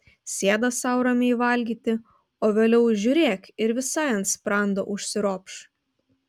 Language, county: Lithuanian, Vilnius